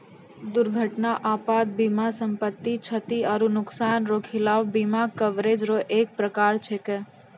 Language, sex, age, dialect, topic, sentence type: Maithili, female, 60-100, Angika, banking, statement